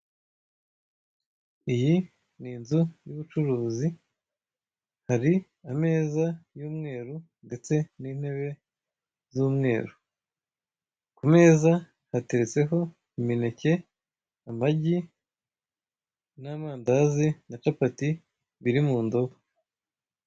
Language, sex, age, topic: Kinyarwanda, male, 25-35, finance